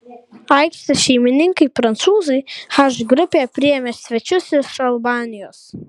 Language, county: Lithuanian, Kaunas